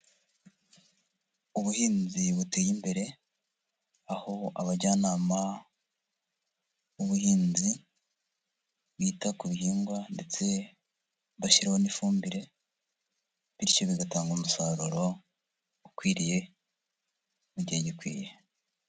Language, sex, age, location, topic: Kinyarwanda, male, 50+, Huye, agriculture